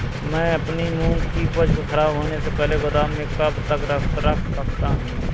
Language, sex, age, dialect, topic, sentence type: Hindi, male, 18-24, Awadhi Bundeli, agriculture, question